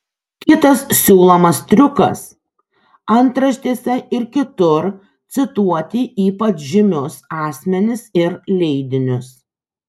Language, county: Lithuanian, Kaunas